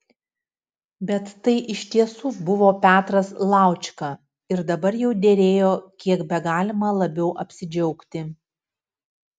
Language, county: Lithuanian, Utena